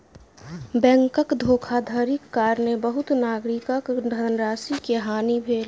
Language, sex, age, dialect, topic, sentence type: Maithili, female, 25-30, Southern/Standard, banking, statement